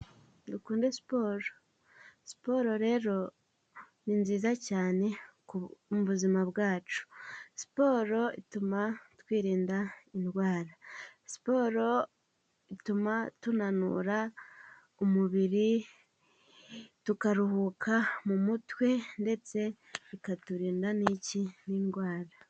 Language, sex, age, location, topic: Kinyarwanda, female, 18-24, Musanze, government